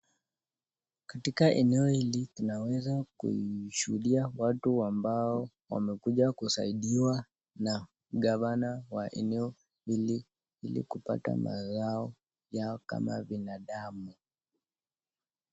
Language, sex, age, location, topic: Swahili, male, 25-35, Nakuru, finance